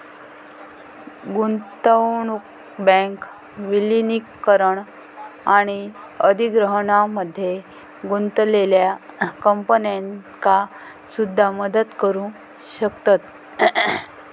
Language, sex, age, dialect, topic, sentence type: Marathi, female, 25-30, Southern Konkan, banking, statement